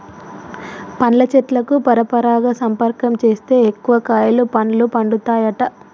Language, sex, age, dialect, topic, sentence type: Telugu, female, 25-30, Telangana, agriculture, statement